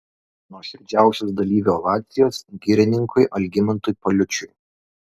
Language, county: Lithuanian, Kaunas